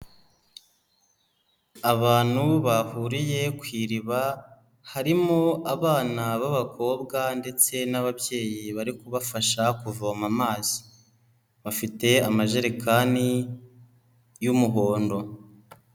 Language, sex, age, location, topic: Kinyarwanda, male, 18-24, Kigali, health